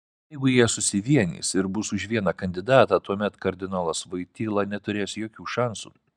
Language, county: Lithuanian, Vilnius